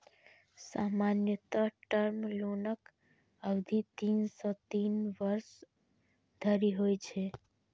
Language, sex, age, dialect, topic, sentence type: Maithili, female, 31-35, Eastern / Thethi, banking, statement